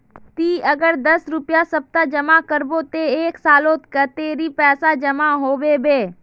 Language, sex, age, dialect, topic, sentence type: Magahi, female, 18-24, Northeastern/Surjapuri, banking, question